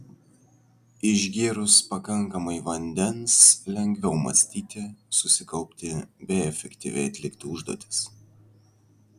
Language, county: Lithuanian, Vilnius